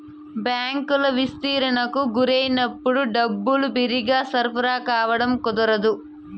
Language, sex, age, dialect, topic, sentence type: Telugu, female, 25-30, Southern, banking, statement